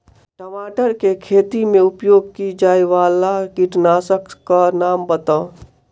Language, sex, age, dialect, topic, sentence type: Maithili, male, 18-24, Southern/Standard, agriculture, question